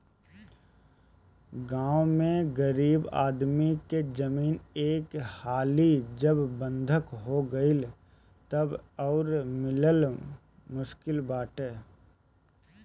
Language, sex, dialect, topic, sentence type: Bhojpuri, male, Northern, banking, statement